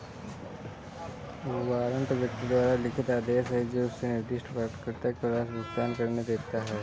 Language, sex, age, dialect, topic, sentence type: Hindi, male, 18-24, Kanauji Braj Bhasha, banking, statement